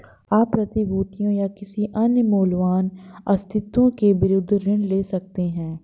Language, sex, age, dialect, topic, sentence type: Hindi, female, 18-24, Marwari Dhudhari, banking, statement